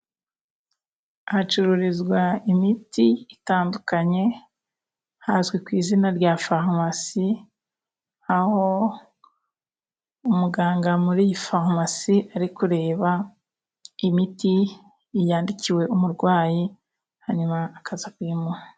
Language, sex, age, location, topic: Kinyarwanda, female, 25-35, Musanze, health